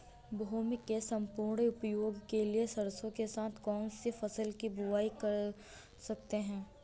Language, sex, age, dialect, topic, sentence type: Hindi, female, 31-35, Awadhi Bundeli, agriculture, question